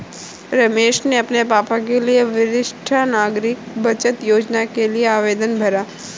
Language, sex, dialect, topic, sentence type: Hindi, female, Kanauji Braj Bhasha, banking, statement